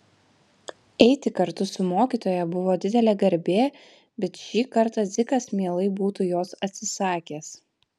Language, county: Lithuanian, Vilnius